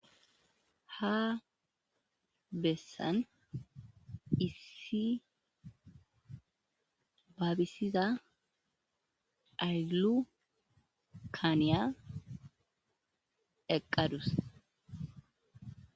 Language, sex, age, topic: Gamo, female, 25-35, agriculture